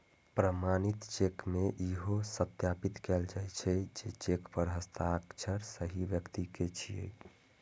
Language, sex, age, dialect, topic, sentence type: Maithili, male, 18-24, Eastern / Thethi, banking, statement